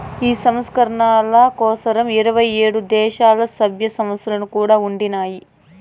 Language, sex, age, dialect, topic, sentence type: Telugu, female, 18-24, Southern, banking, statement